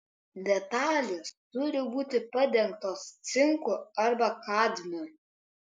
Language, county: Lithuanian, Kaunas